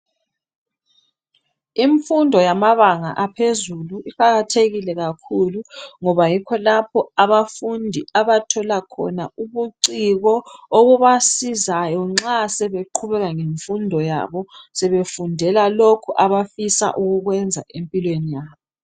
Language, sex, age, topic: North Ndebele, female, 25-35, education